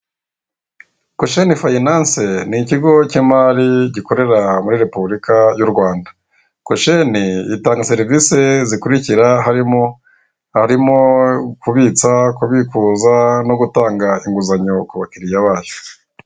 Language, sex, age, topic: Kinyarwanda, male, 18-24, finance